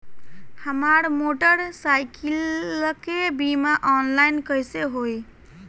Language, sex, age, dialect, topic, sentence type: Bhojpuri, female, 18-24, Southern / Standard, banking, question